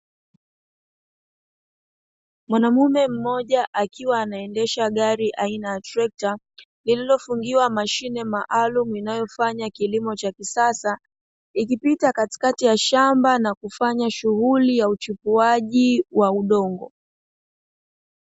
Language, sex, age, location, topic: Swahili, female, 25-35, Dar es Salaam, agriculture